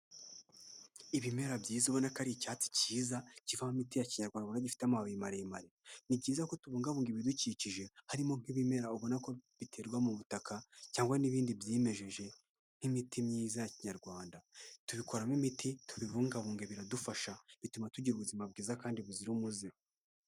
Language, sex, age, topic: Kinyarwanda, male, 18-24, health